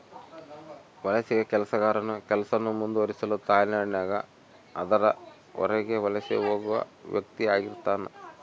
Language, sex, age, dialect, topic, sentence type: Kannada, male, 36-40, Central, agriculture, statement